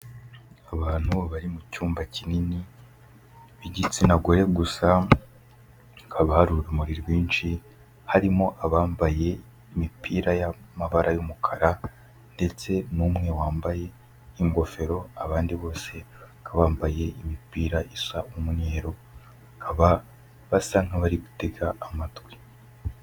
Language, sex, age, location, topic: Kinyarwanda, male, 18-24, Kigali, health